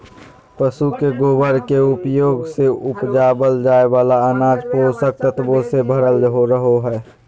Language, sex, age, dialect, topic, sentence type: Magahi, male, 18-24, Southern, agriculture, statement